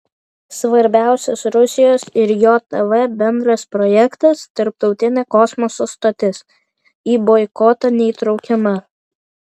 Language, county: Lithuanian, Vilnius